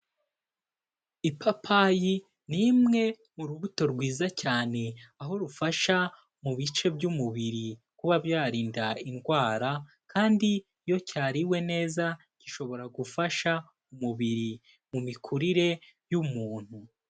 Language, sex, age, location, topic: Kinyarwanda, male, 18-24, Kigali, agriculture